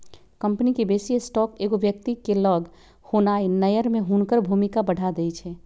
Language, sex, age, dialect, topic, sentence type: Magahi, female, 36-40, Western, banking, statement